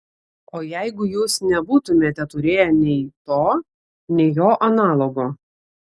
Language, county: Lithuanian, Kaunas